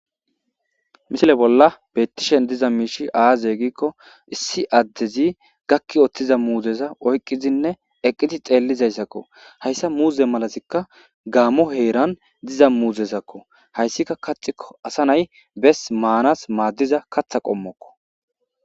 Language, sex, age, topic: Gamo, male, 25-35, agriculture